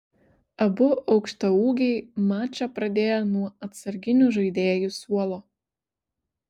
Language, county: Lithuanian, Vilnius